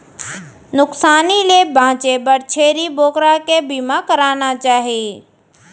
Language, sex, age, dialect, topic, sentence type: Chhattisgarhi, female, 41-45, Central, agriculture, statement